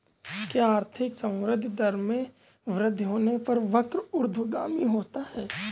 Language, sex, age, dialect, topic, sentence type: Hindi, male, 18-24, Awadhi Bundeli, banking, statement